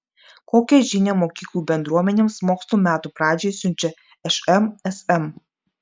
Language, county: Lithuanian, Klaipėda